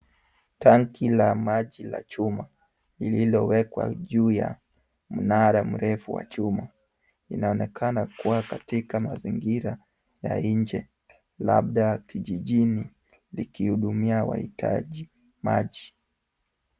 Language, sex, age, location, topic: Swahili, male, 25-35, Kisumu, health